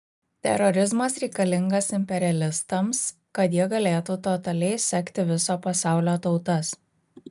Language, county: Lithuanian, Kaunas